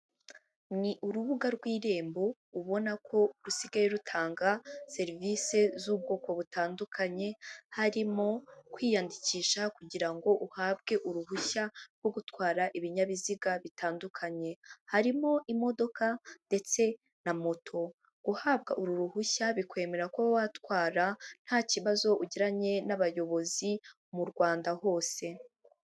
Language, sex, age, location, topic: Kinyarwanda, female, 18-24, Huye, government